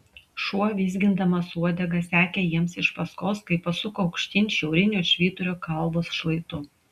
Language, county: Lithuanian, Klaipėda